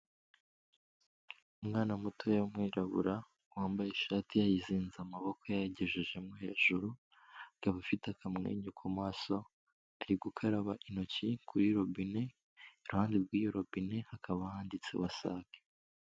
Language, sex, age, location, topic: Kinyarwanda, male, 18-24, Kigali, health